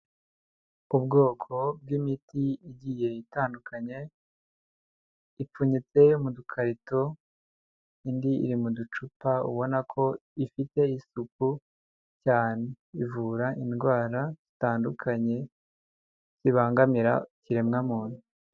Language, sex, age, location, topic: Kinyarwanda, male, 50+, Huye, health